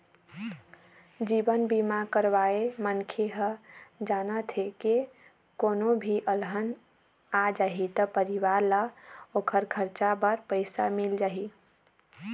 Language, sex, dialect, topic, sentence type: Chhattisgarhi, female, Eastern, banking, statement